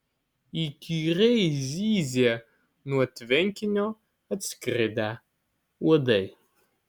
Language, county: Lithuanian, Alytus